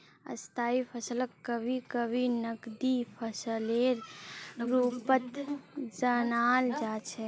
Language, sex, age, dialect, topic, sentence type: Magahi, male, 31-35, Northeastern/Surjapuri, agriculture, statement